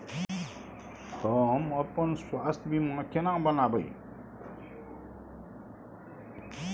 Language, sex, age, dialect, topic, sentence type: Maithili, male, 60-100, Bajjika, banking, question